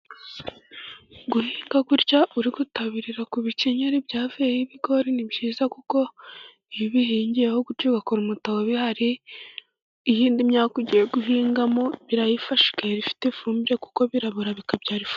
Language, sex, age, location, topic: Kinyarwanda, male, 18-24, Burera, agriculture